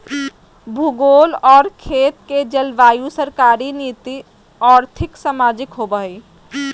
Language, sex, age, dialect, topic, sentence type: Magahi, female, 46-50, Southern, agriculture, statement